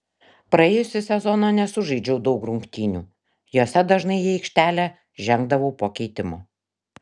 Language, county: Lithuanian, Šiauliai